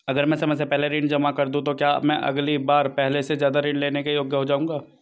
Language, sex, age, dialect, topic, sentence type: Hindi, male, 25-30, Hindustani Malvi Khadi Boli, banking, question